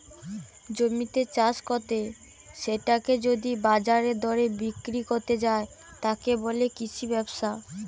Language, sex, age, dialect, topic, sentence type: Bengali, female, 18-24, Western, agriculture, statement